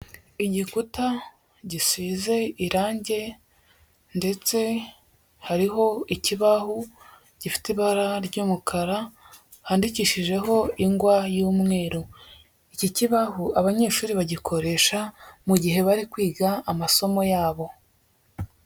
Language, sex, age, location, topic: Kinyarwanda, female, 18-24, Huye, education